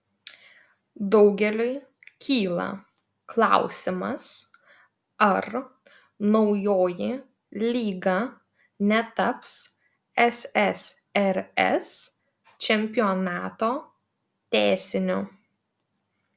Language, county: Lithuanian, Vilnius